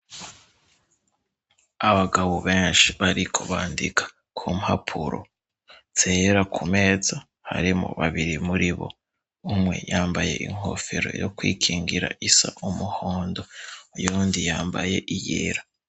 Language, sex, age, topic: Rundi, male, 18-24, education